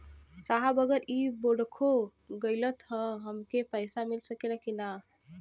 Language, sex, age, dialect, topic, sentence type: Bhojpuri, female, 25-30, Western, banking, question